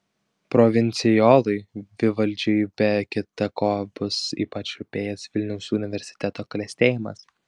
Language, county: Lithuanian, Šiauliai